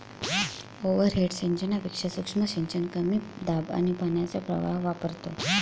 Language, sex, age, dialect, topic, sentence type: Marathi, female, 36-40, Varhadi, agriculture, statement